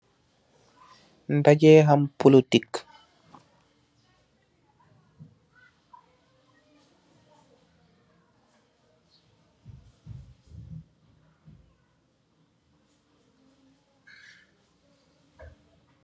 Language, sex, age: Wolof, male, 25-35